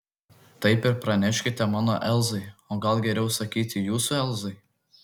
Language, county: Lithuanian, Kaunas